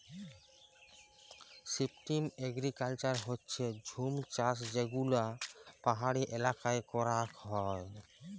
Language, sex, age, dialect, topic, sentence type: Bengali, male, 18-24, Jharkhandi, agriculture, statement